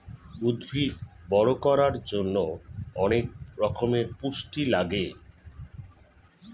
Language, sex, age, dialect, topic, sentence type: Bengali, male, 41-45, Standard Colloquial, agriculture, statement